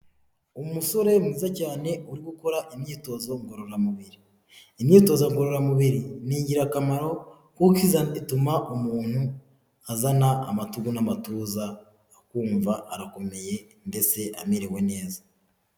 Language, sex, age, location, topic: Kinyarwanda, male, 25-35, Huye, health